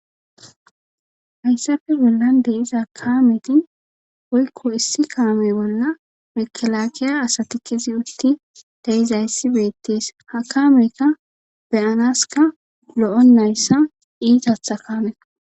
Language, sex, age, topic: Gamo, female, 25-35, government